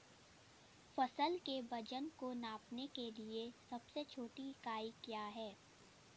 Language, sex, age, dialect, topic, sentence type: Hindi, female, 60-100, Kanauji Braj Bhasha, agriculture, question